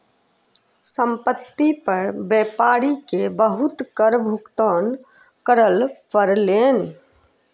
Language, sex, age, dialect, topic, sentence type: Maithili, female, 36-40, Southern/Standard, banking, statement